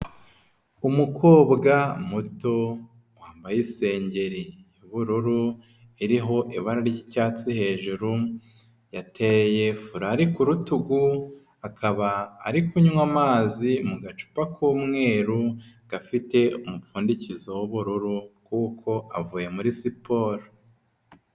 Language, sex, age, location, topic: Kinyarwanda, female, 18-24, Huye, health